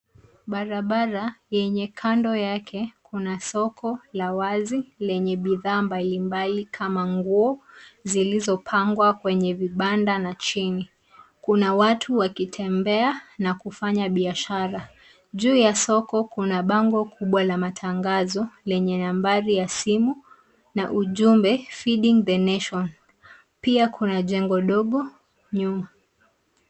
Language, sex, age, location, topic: Swahili, female, 25-35, Nairobi, finance